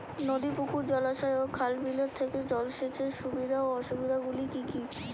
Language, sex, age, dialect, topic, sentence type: Bengali, female, 25-30, Northern/Varendri, agriculture, question